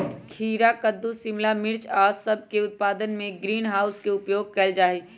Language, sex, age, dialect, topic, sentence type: Magahi, female, 25-30, Western, agriculture, statement